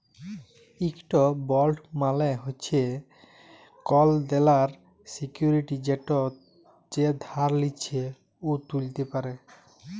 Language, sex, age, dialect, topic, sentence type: Bengali, male, 25-30, Jharkhandi, banking, statement